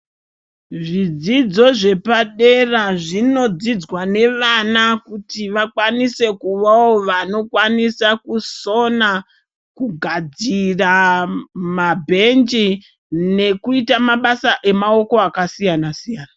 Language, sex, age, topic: Ndau, female, 36-49, education